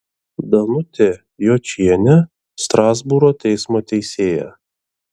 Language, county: Lithuanian, Šiauliai